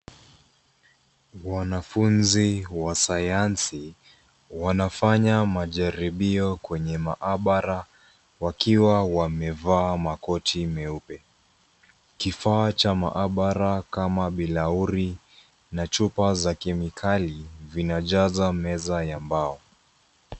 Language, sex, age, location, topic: Swahili, female, 25-35, Nairobi, government